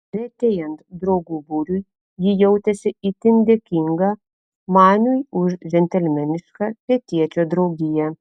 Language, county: Lithuanian, Telšiai